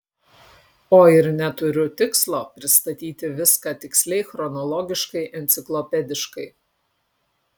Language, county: Lithuanian, Kaunas